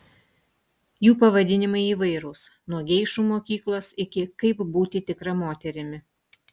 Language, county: Lithuanian, Utena